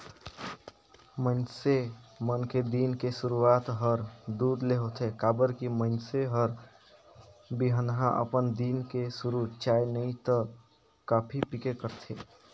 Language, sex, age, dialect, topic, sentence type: Chhattisgarhi, male, 56-60, Northern/Bhandar, agriculture, statement